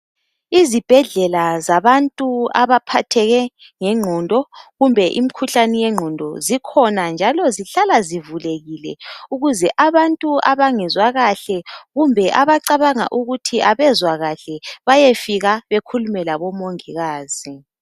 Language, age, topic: North Ndebele, 25-35, health